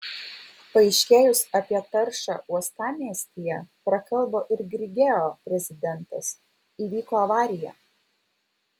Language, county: Lithuanian, Vilnius